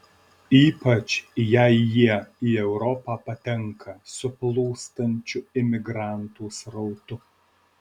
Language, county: Lithuanian, Alytus